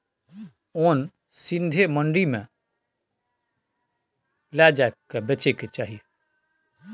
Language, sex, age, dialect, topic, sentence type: Maithili, male, 51-55, Bajjika, agriculture, statement